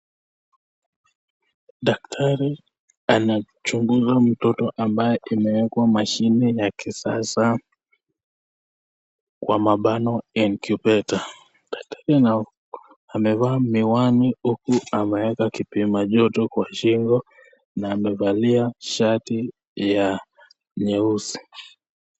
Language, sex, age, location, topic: Swahili, male, 18-24, Nakuru, health